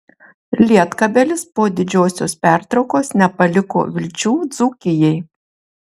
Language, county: Lithuanian, Marijampolė